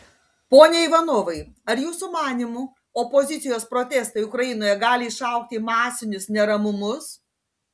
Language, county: Lithuanian, Panevėžys